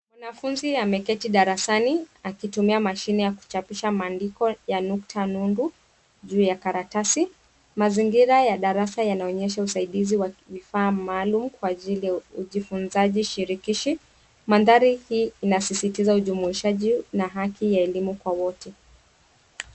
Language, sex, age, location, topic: Swahili, female, 36-49, Nairobi, education